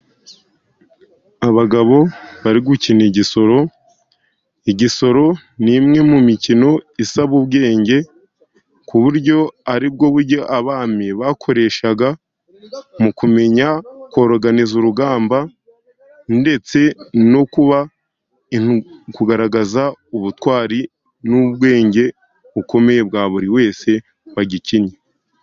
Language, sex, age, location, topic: Kinyarwanda, male, 50+, Musanze, government